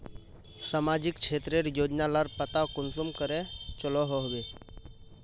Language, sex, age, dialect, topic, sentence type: Magahi, male, 25-30, Northeastern/Surjapuri, banking, question